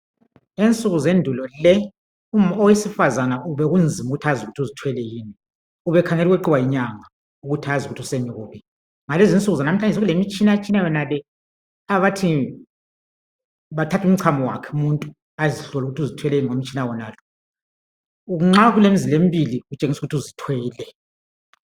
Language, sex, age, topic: North Ndebele, female, 50+, health